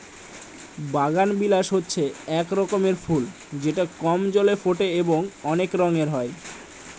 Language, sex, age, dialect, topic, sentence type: Bengali, male, 18-24, Northern/Varendri, agriculture, statement